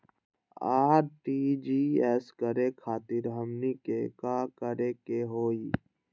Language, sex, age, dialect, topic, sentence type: Magahi, male, 18-24, Western, banking, question